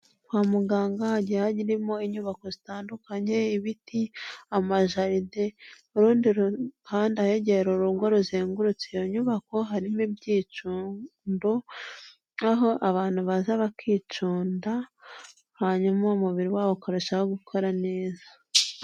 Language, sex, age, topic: Kinyarwanda, female, 18-24, health